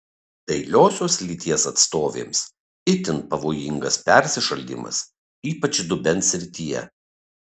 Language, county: Lithuanian, Kaunas